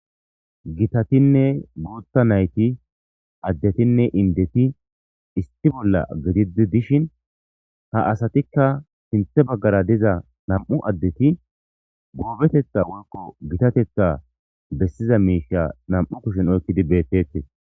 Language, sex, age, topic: Gamo, male, 25-35, government